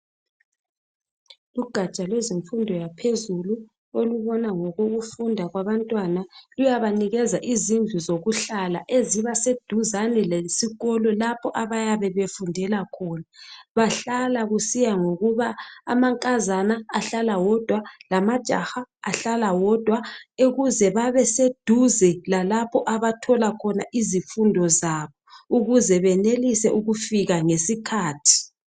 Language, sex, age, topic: North Ndebele, female, 36-49, education